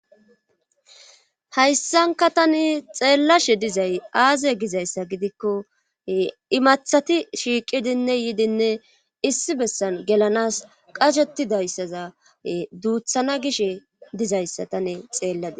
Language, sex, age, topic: Gamo, male, 25-35, government